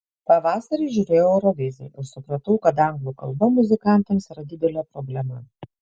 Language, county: Lithuanian, Šiauliai